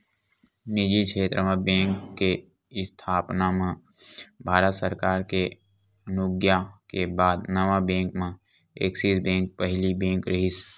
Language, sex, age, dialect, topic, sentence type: Chhattisgarhi, male, 18-24, Western/Budati/Khatahi, banking, statement